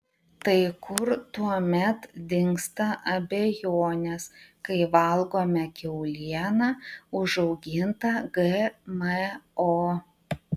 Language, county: Lithuanian, Utena